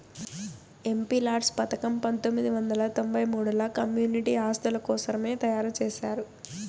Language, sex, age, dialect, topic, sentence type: Telugu, female, 18-24, Southern, banking, statement